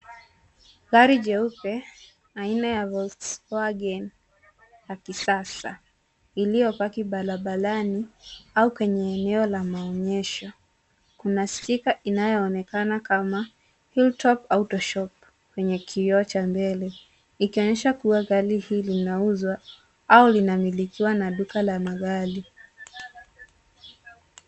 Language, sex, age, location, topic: Swahili, female, 18-24, Nairobi, finance